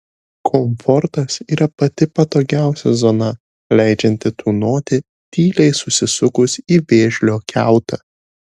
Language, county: Lithuanian, Šiauliai